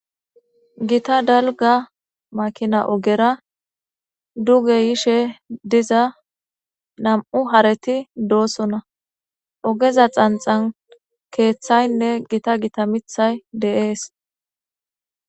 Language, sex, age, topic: Gamo, female, 25-35, government